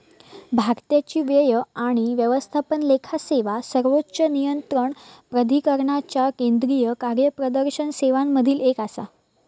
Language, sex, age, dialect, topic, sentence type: Marathi, female, 18-24, Southern Konkan, banking, statement